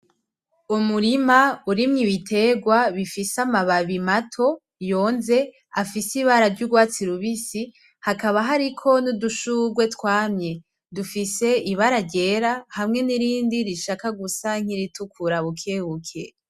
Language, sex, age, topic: Rundi, female, 18-24, agriculture